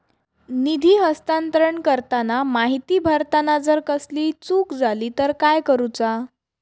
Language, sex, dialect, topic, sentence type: Marathi, female, Southern Konkan, banking, question